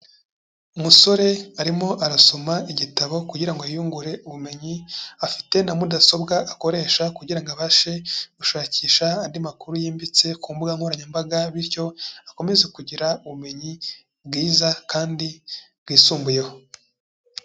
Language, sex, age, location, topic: Kinyarwanda, male, 25-35, Kigali, education